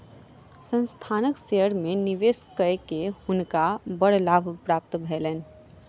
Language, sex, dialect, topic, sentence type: Maithili, female, Southern/Standard, banking, statement